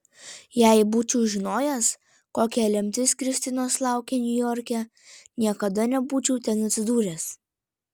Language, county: Lithuanian, Vilnius